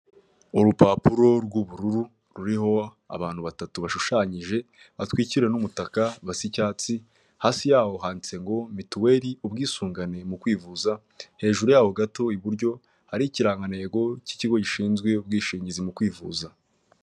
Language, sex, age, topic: Kinyarwanda, male, 18-24, finance